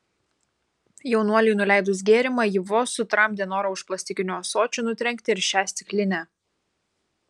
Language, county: Lithuanian, Kaunas